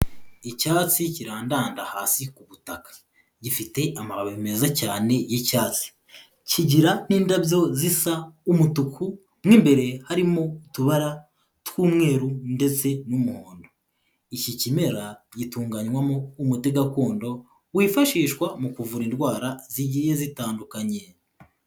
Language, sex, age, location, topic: Kinyarwanda, male, 25-35, Kigali, health